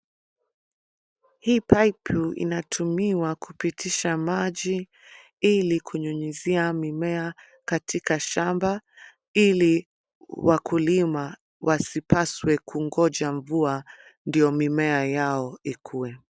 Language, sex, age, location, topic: Swahili, female, 25-35, Nairobi, agriculture